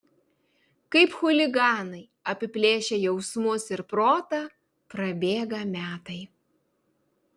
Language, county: Lithuanian, Vilnius